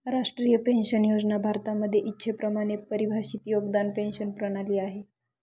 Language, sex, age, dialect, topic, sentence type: Marathi, female, 41-45, Northern Konkan, banking, statement